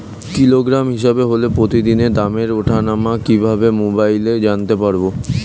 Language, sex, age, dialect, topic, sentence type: Bengali, male, 18-24, Standard Colloquial, agriculture, question